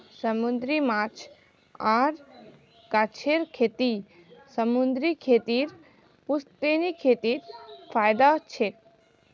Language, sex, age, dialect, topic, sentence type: Magahi, female, 18-24, Northeastern/Surjapuri, agriculture, statement